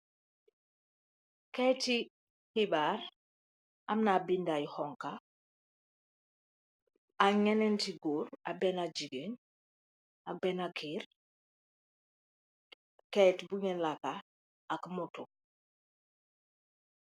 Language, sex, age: Wolof, female, 36-49